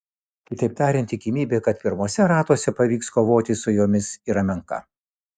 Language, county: Lithuanian, Vilnius